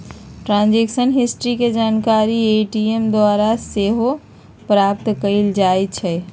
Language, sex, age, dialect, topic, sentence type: Magahi, female, 51-55, Western, banking, statement